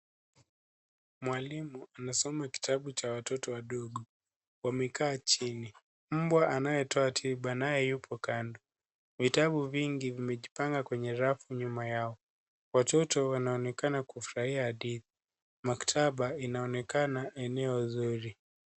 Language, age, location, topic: Swahili, 36-49, Nairobi, education